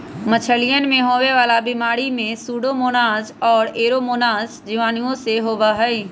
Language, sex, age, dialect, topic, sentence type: Magahi, female, 25-30, Western, agriculture, statement